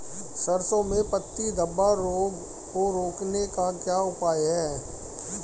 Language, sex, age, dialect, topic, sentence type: Hindi, female, 25-30, Hindustani Malvi Khadi Boli, agriculture, question